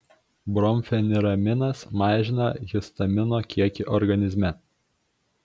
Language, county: Lithuanian, Kaunas